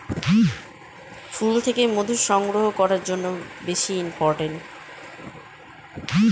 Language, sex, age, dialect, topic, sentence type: Bengali, female, 31-35, Northern/Varendri, agriculture, statement